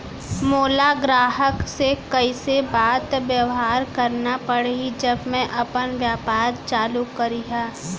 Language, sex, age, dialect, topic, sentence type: Chhattisgarhi, female, 36-40, Central, agriculture, question